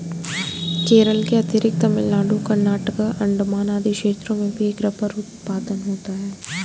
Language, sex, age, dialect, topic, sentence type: Hindi, female, 18-24, Hindustani Malvi Khadi Boli, agriculture, statement